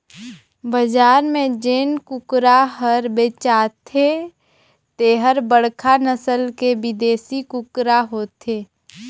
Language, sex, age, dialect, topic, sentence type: Chhattisgarhi, female, 18-24, Northern/Bhandar, agriculture, statement